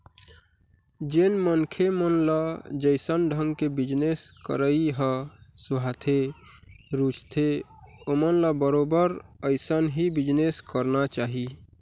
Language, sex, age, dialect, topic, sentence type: Chhattisgarhi, male, 41-45, Eastern, banking, statement